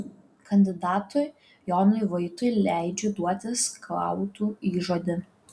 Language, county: Lithuanian, Kaunas